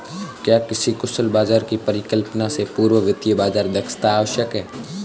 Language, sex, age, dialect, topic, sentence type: Hindi, male, 18-24, Marwari Dhudhari, banking, statement